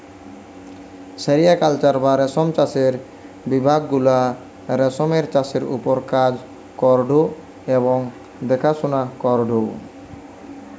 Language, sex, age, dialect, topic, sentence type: Bengali, male, 18-24, Western, agriculture, statement